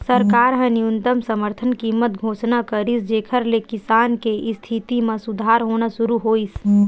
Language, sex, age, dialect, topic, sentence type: Chhattisgarhi, female, 18-24, Western/Budati/Khatahi, agriculture, statement